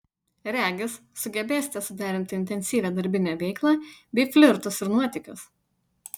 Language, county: Lithuanian, Utena